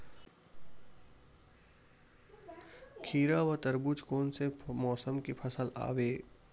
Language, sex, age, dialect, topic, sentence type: Chhattisgarhi, male, 60-100, Western/Budati/Khatahi, agriculture, question